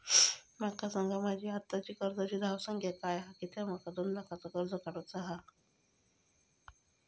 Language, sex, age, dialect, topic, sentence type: Marathi, female, 41-45, Southern Konkan, banking, question